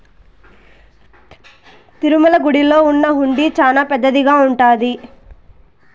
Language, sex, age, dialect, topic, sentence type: Telugu, female, 18-24, Southern, banking, statement